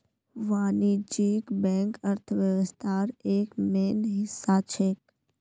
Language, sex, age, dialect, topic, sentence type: Magahi, female, 18-24, Northeastern/Surjapuri, banking, statement